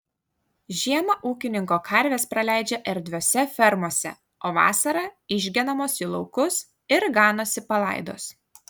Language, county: Lithuanian, Kaunas